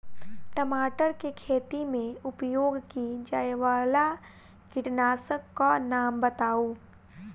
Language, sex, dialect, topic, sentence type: Maithili, female, Southern/Standard, agriculture, question